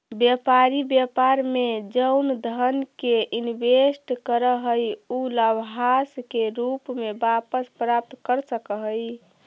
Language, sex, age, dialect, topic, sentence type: Magahi, female, 41-45, Central/Standard, agriculture, statement